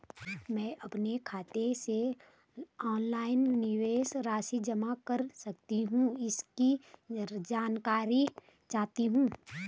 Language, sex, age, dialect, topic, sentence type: Hindi, female, 31-35, Garhwali, banking, question